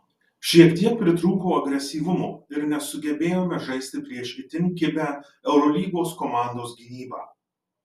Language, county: Lithuanian, Marijampolė